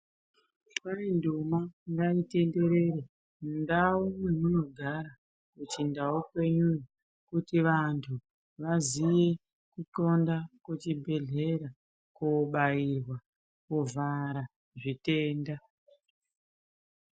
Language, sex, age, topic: Ndau, female, 18-24, health